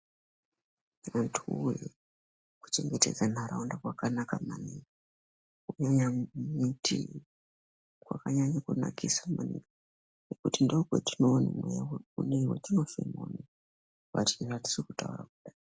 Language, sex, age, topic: Ndau, male, 18-24, health